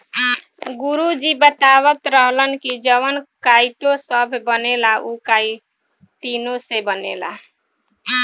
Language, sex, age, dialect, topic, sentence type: Bhojpuri, female, 25-30, Southern / Standard, agriculture, statement